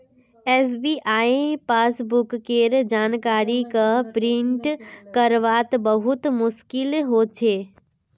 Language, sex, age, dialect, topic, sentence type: Magahi, female, 18-24, Northeastern/Surjapuri, banking, statement